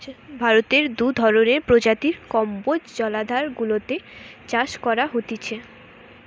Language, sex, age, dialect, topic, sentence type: Bengali, female, 18-24, Western, agriculture, statement